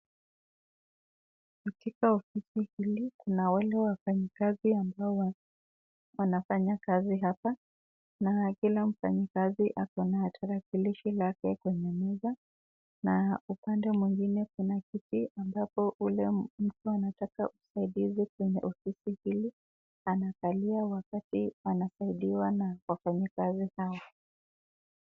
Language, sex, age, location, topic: Swahili, female, 36-49, Nakuru, government